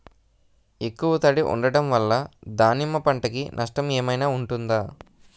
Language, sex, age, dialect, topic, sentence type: Telugu, male, 18-24, Utterandhra, agriculture, question